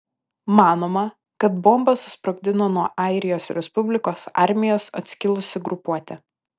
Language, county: Lithuanian, Panevėžys